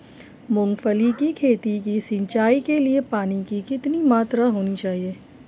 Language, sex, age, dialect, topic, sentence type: Hindi, female, 25-30, Marwari Dhudhari, agriculture, question